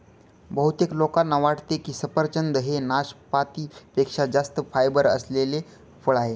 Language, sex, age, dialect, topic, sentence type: Marathi, male, 18-24, Northern Konkan, agriculture, statement